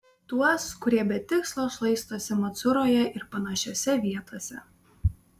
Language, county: Lithuanian, Vilnius